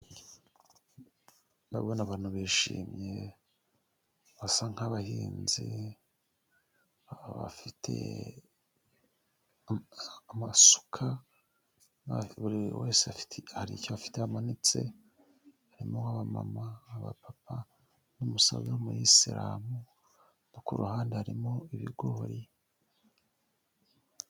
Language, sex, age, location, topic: Kinyarwanda, female, 18-24, Huye, health